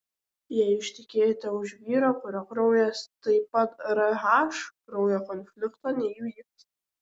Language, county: Lithuanian, Šiauliai